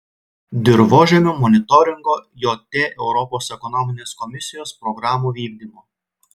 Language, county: Lithuanian, Klaipėda